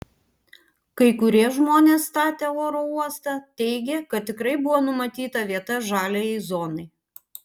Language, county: Lithuanian, Panevėžys